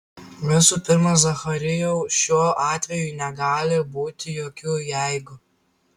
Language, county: Lithuanian, Tauragė